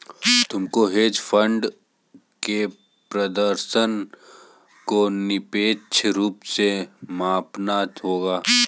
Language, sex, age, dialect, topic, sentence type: Hindi, male, 18-24, Kanauji Braj Bhasha, banking, statement